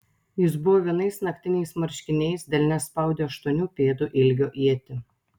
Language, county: Lithuanian, Telšiai